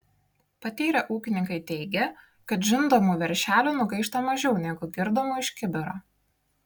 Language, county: Lithuanian, Kaunas